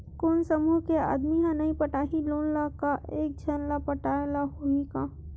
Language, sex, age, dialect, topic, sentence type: Chhattisgarhi, female, 25-30, Western/Budati/Khatahi, banking, question